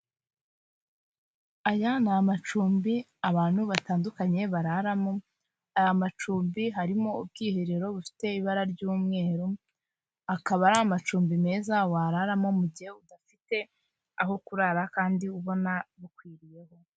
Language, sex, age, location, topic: Kinyarwanda, female, 25-35, Kigali, finance